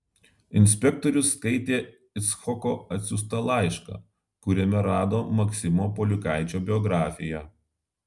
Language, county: Lithuanian, Alytus